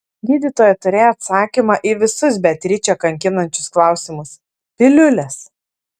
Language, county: Lithuanian, Klaipėda